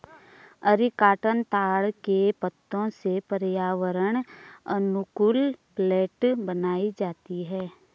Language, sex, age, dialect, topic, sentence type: Hindi, female, 25-30, Garhwali, agriculture, statement